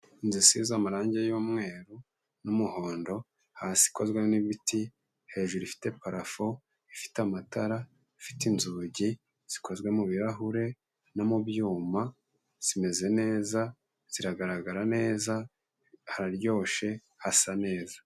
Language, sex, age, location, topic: Kinyarwanda, male, 25-35, Kigali, health